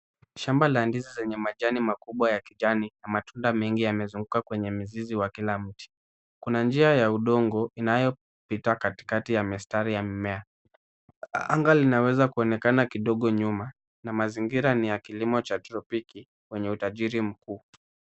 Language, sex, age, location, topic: Swahili, male, 18-24, Kisumu, agriculture